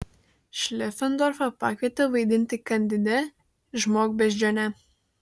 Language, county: Lithuanian, Šiauliai